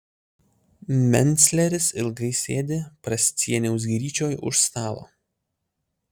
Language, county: Lithuanian, Utena